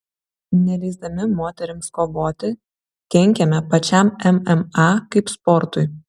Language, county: Lithuanian, Šiauliai